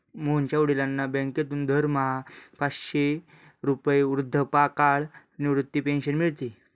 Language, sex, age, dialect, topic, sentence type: Marathi, male, 18-24, Standard Marathi, banking, statement